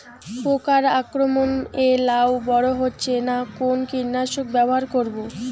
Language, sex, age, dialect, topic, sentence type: Bengali, female, 18-24, Rajbangshi, agriculture, question